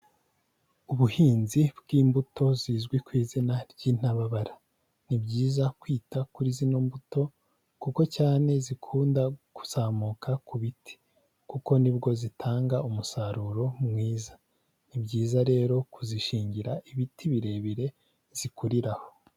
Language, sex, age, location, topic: Kinyarwanda, male, 18-24, Huye, agriculture